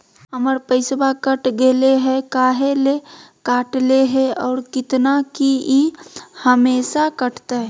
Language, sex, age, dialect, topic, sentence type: Magahi, female, 18-24, Southern, banking, question